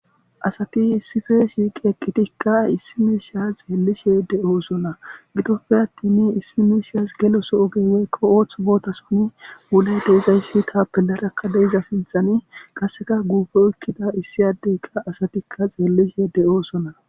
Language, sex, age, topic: Gamo, male, 18-24, government